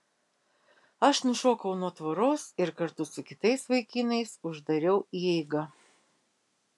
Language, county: Lithuanian, Vilnius